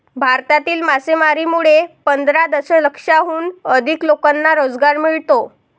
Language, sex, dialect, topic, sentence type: Marathi, female, Varhadi, agriculture, statement